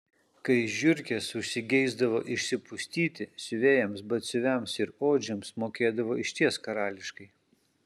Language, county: Lithuanian, Kaunas